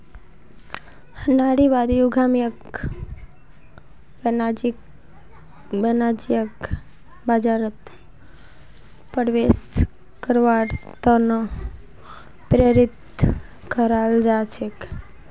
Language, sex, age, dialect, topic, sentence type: Magahi, female, 18-24, Northeastern/Surjapuri, banking, statement